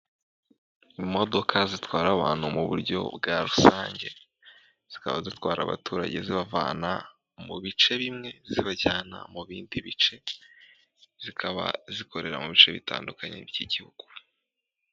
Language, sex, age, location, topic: Kinyarwanda, male, 18-24, Kigali, finance